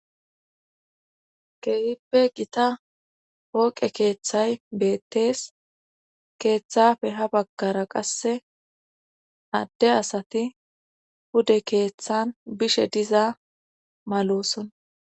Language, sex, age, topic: Gamo, female, 25-35, government